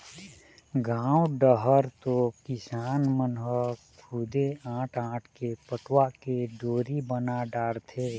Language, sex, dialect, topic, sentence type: Chhattisgarhi, male, Eastern, agriculture, statement